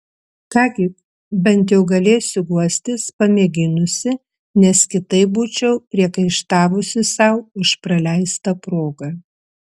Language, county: Lithuanian, Vilnius